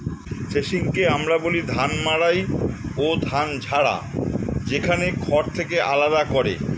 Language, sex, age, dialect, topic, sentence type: Bengali, male, 51-55, Standard Colloquial, agriculture, statement